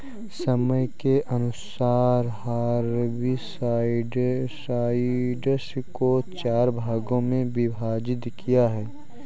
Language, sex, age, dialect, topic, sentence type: Hindi, male, 18-24, Kanauji Braj Bhasha, agriculture, statement